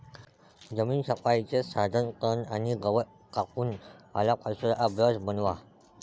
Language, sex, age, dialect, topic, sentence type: Marathi, male, 18-24, Varhadi, agriculture, statement